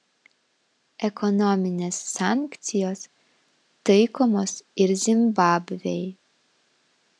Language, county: Lithuanian, Vilnius